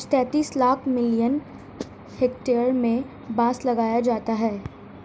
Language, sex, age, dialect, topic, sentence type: Hindi, female, 36-40, Marwari Dhudhari, agriculture, statement